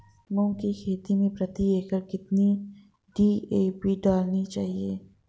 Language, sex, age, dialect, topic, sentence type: Hindi, female, 25-30, Marwari Dhudhari, agriculture, question